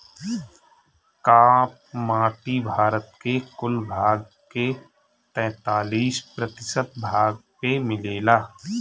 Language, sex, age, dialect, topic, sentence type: Bhojpuri, male, 25-30, Northern, agriculture, statement